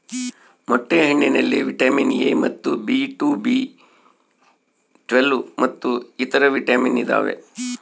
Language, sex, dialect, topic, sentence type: Kannada, male, Central, agriculture, statement